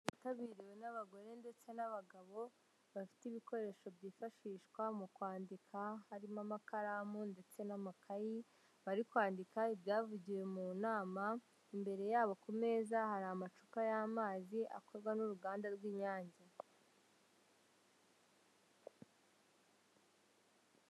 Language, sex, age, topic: Kinyarwanda, female, 18-24, government